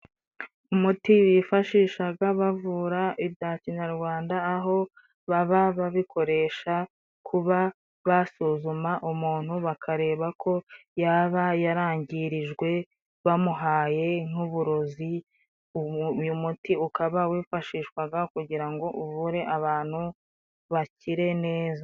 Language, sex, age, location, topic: Kinyarwanda, female, 25-35, Musanze, health